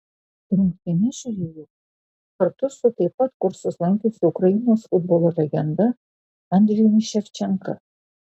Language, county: Lithuanian, Alytus